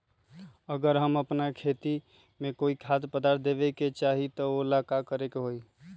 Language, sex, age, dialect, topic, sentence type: Magahi, male, 25-30, Western, agriculture, question